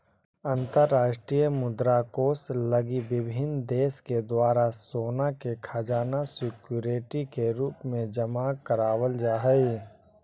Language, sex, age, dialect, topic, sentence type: Magahi, male, 18-24, Central/Standard, banking, statement